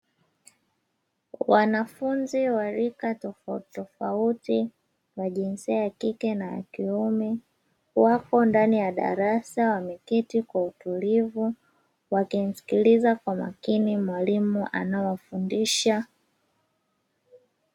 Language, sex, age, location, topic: Swahili, female, 25-35, Dar es Salaam, education